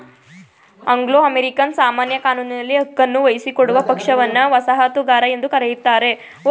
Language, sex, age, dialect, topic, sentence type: Kannada, female, 18-24, Mysore Kannada, banking, statement